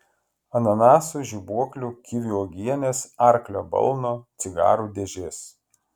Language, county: Lithuanian, Klaipėda